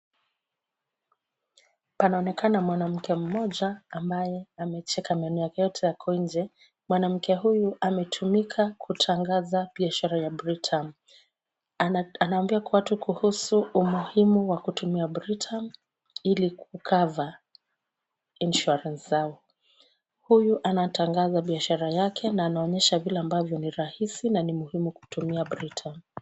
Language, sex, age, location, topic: Swahili, female, 36-49, Kisumu, finance